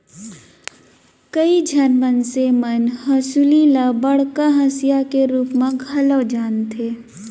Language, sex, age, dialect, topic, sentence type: Chhattisgarhi, female, 25-30, Central, agriculture, statement